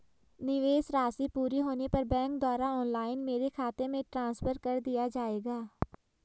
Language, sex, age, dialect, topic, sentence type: Hindi, female, 18-24, Garhwali, banking, question